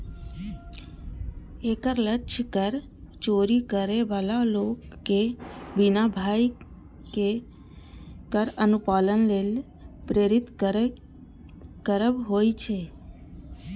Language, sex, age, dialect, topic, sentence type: Maithili, female, 31-35, Eastern / Thethi, banking, statement